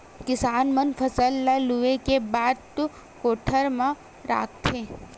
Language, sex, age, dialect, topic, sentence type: Chhattisgarhi, female, 60-100, Western/Budati/Khatahi, agriculture, statement